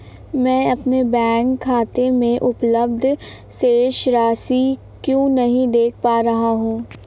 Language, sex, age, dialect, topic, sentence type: Hindi, female, 18-24, Awadhi Bundeli, banking, question